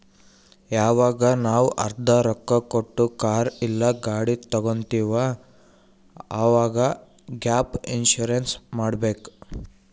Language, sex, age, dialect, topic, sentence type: Kannada, male, 18-24, Northeastern, banking, statement